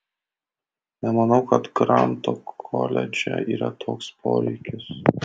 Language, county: Lithuanian, Kaunas